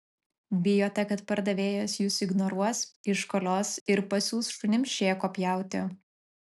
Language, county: Lithuanian, Alytus